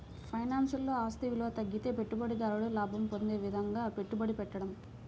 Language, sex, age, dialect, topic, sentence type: Telugu, female, 18-24, Central/Coastal, banking, statement